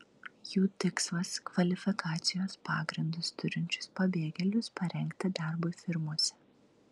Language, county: Lithuanian, Klaipėda